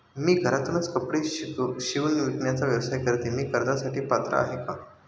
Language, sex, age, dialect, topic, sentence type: Marathi, male, 25-30, Standard Marathi, banking, question